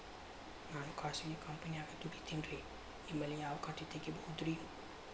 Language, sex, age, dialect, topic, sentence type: Kannada, male, 25-30, Dharwad Kannada, banking, question